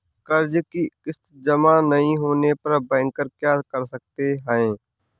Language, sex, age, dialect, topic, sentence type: Hindi, male, 31-35, Awadhi Bundeli, banking, question